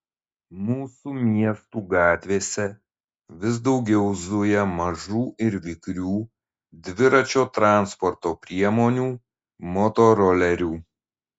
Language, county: Lithuanian, Šiauliai